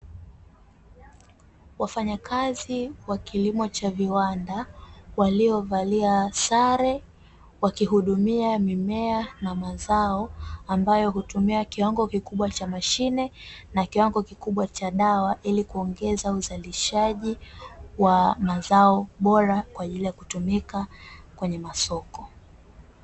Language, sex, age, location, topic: Swahili, female, 18-24, Dar es Salaam, agriculture